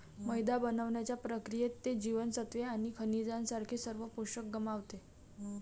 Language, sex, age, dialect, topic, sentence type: Marathi, female, 18-24, Varhadi, agriculture, statement